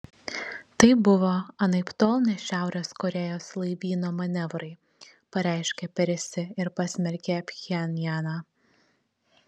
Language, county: Lithuanian, Šiauliai